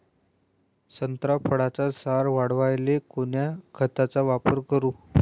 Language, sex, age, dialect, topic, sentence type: Marathi, male, 18-24, Varhadi, agriculture, question